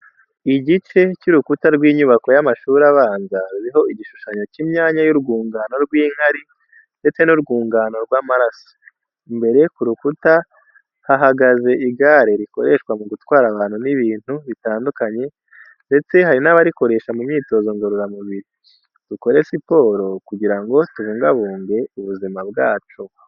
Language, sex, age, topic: Kinyarwanda, male, 18-24, education